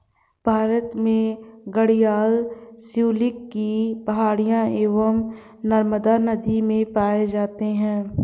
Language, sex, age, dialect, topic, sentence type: Hindi, female, 51-55, Hindustani Malvi Khadi Boli, agriculture, statement